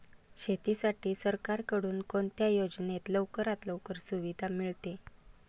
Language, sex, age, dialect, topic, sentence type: Marathi, female, 31-35, Standard Marathi, agriculture, question